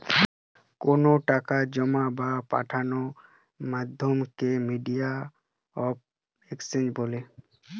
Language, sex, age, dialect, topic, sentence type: Bengali, male, 18-24, Western, banking, statement